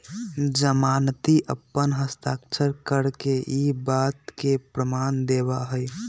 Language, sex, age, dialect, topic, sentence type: Magahi, male, 18-24, Western, banking, statement